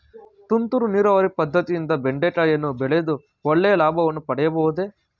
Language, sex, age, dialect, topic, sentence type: Kannada, male, 36-40, Mysore Kannada, agriculture, question